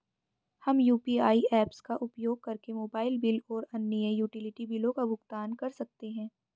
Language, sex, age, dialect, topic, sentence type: Hindi, female, 25-30, Hindustani Malvi Khadi Boli, banking, statement